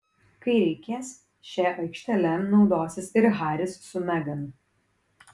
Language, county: Lithuanian, Kaunas